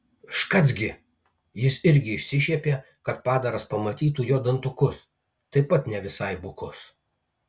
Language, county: Lithuanian, Kaunas